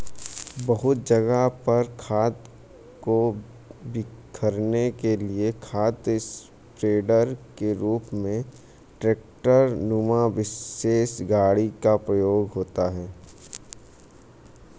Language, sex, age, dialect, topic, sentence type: Hindi, male, 25-30, Hindustani Malvi Khadi Boli, agriculture, statement